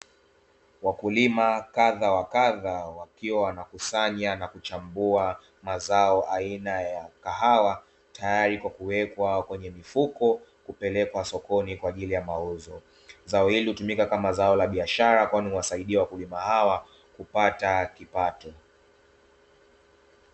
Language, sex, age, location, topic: Swahili, male, 25-35, Dar es Salaam, agriculture